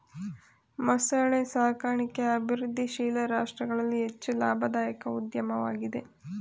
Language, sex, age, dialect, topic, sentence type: Kannada, female, 25-30, Mysore Kannada, agriculture, statement